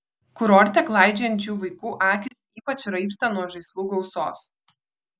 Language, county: Lithuanian, Vilnius